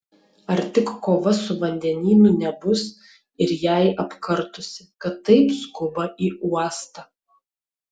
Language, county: Lithuanian, Utena